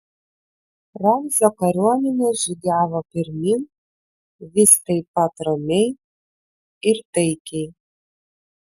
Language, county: Lithuanian, Vilnius